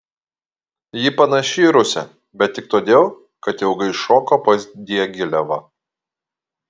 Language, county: Lithuanian, Kaunas